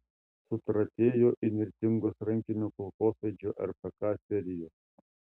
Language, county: Lithuanian, Šiauliai